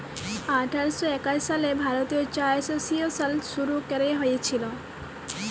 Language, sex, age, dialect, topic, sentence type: Bengali, female, 18-24, Jharkhandi, agriculture, statement